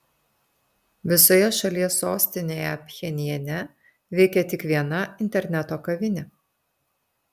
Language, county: Lithuanian, Telšiai